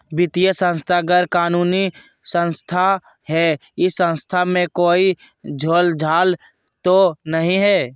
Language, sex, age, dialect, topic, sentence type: Magahi, male, 18-24, Southern, banking, question